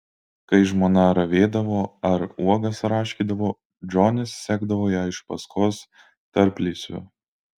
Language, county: Lithuanian, Alytus